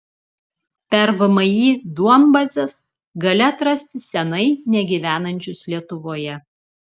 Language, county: Lithuanian, Klaipėda